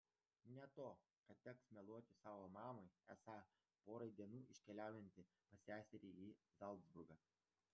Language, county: Lithuanian, Vilnius